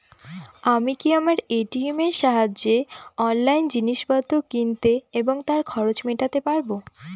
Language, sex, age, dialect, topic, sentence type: Bengali, female, 18-24, Northern/Varendri, banking, question